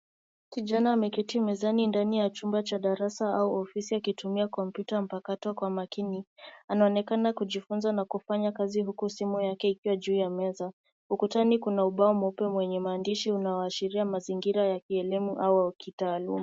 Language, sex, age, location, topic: Swahili, female, 18-24, Nairobi, education